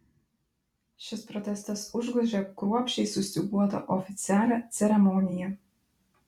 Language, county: Lithuanian, Klaipėda